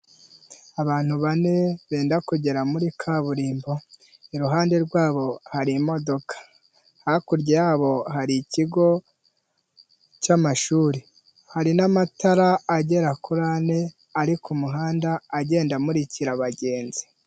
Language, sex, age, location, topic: Kinyarwanda, male, 18-24, Nyagatare, government